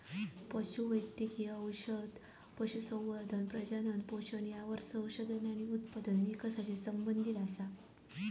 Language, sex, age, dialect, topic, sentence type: Marathi, female, 18-24, Southern Konkan, agriculture, statement